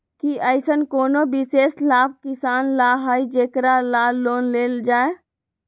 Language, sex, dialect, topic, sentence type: Magahi, female, Western, agriculture, statement